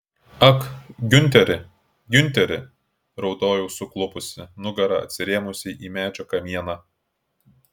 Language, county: Lithuanian, Klaipėda